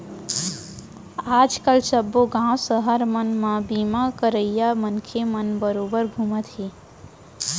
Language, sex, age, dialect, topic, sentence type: Chhattisgarhi, male, 60-100, Central, banking, statement